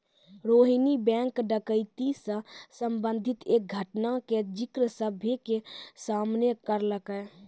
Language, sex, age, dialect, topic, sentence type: Maithili, female, 18-24, Angika, banking, statement